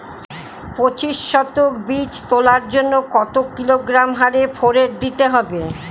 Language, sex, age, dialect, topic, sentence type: Bengali, female, 60-100, Standard Colloquial, agriculture, question